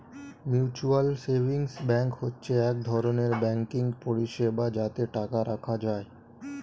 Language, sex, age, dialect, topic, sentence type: Bengali, male, 25-30, Standard Colloquial, banking, statement